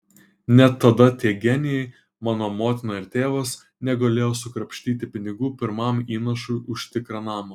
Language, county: Lithuanian, Kaunas